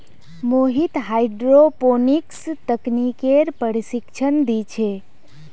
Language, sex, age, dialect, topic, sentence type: Magahi, female, 18-24, Northeastern/Surjapuri, agriculture, statement